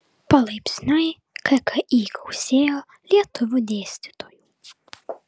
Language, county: Lithuanian, Vilnius